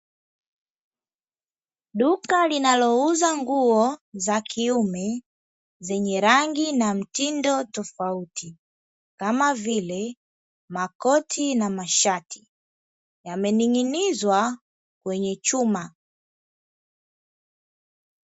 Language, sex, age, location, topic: Swahili, female, 25-35, Dar es Salaam, finance